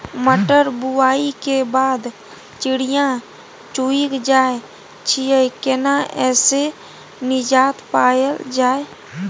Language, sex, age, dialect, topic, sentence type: Maithili, female, 18-24, Bajjika, agriculture, question